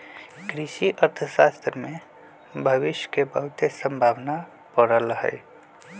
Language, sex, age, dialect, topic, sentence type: Magahi, male, 25-30, Western, banking, statement